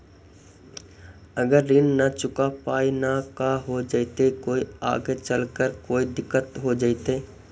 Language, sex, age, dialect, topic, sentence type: Magahi, male, 60-100, Central/Standard, banking, question